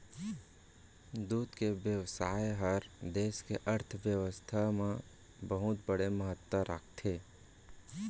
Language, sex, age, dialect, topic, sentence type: Chhattisgarhi, male, 60-100, Central, agriculture, statement